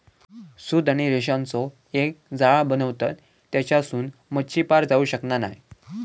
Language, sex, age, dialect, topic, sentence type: Marathi, male, <18, Southern Konkan, agriculture, statement